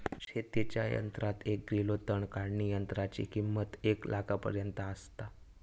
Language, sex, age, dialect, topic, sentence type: Marathi, male, 18-24, Southern Konkan, agriculture, statement